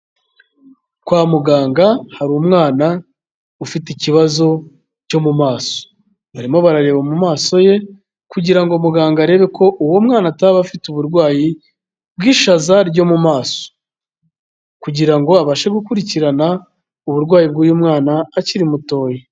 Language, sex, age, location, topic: Kinyarwanda, female, 25-35, Kigali, health